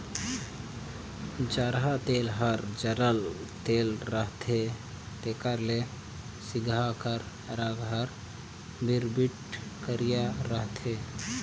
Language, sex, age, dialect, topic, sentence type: Chhattisgarhi, male, 18-24, Northern/Bhandar, agriculture, statement